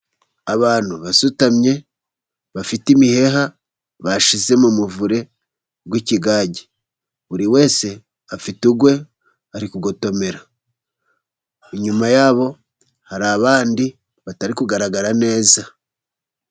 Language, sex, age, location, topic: Kinyarwanda, male, 36-49, Musanze, government